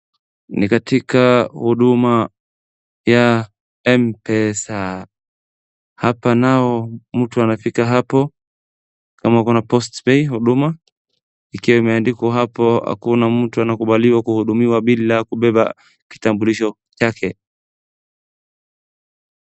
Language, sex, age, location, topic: Swahili, male, 18-24, Wajir, government